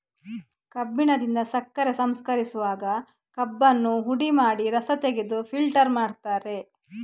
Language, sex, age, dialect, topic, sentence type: Kannada, female, 25-30, Coastal/Dakshin, agriculture, statement